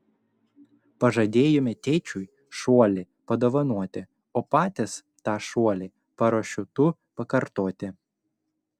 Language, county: Lithuanian, Klaipėda